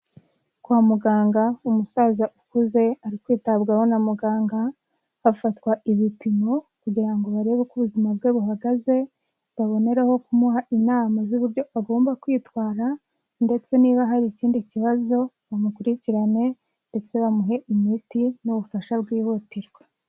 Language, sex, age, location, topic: Kinyarwanda, female, 18-24, Kigali, health